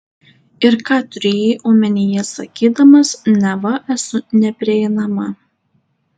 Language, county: Lithuanian, Tauragė